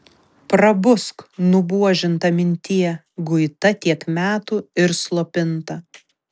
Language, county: Lithuanian, Vilnius